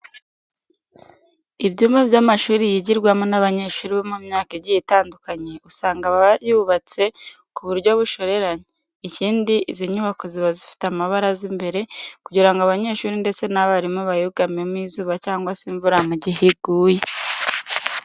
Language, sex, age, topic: Kinyarwanda, female, 18-24, education